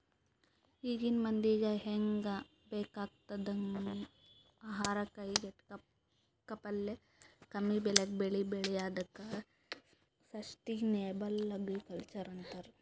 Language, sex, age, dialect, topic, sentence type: Kannada, female, 25-30, Northeastern, agriculture, statement